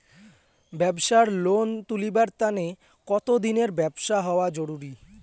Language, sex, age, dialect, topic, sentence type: Bengali, male, <18, Rajbangshi, banking, question